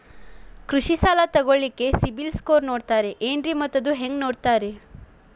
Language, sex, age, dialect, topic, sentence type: Kannada, female, 41-45, Dharwad Kannada, banking, question